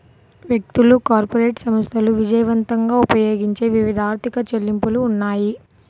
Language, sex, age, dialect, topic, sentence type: Telugu, female, 25-30, Central/Coastal, banking, statement